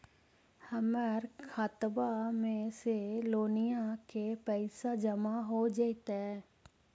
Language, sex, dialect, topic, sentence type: Magahi, female, Central/Standard, banking, question